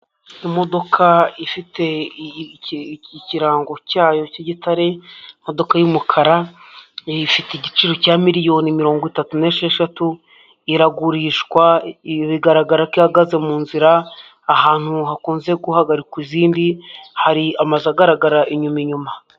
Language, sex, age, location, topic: Kinyarwanda, male, 25-35, Huye, finance